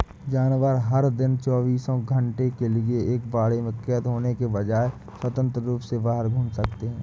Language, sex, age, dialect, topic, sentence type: Hindi, male, 60-100, Awadhi Bundeli, agriculture, statement